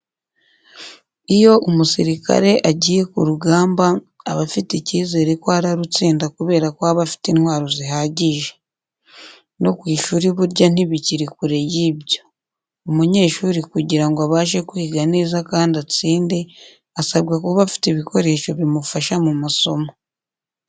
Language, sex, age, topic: Kinyarwanda, female, 25-35, education